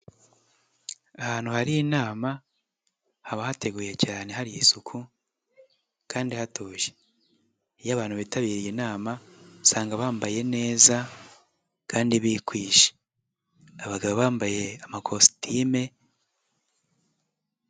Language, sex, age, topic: Kinyarwanda, male, 18-24, health